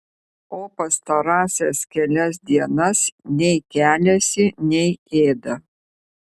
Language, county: Lithuanian, Vilnius